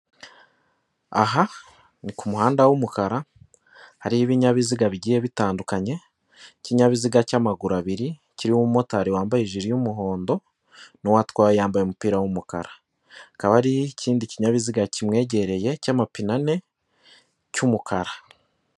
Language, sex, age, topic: Kinyarwanda, male, 18-24, government